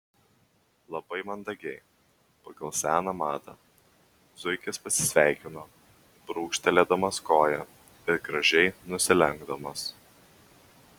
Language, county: Lithuanian, Vilnius